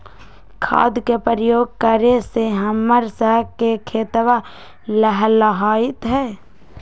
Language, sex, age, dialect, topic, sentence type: Magahi, female, 18-24, Western, agriculture, statement